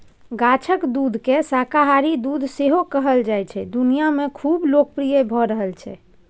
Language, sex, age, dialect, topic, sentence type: Maithili, female, 51-55, Bajjika, agriculture, statement